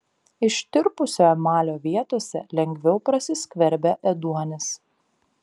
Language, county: Lithuanian, Panevėžys